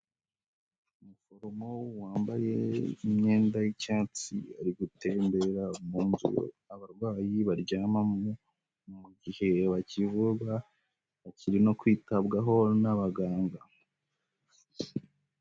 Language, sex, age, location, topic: Kinyarwanda, male, 18-24, Huye, health